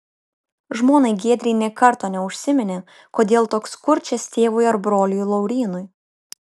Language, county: Lithuanian, Kaunas